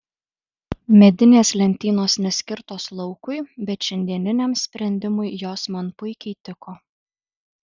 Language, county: Lithuanian, Alytus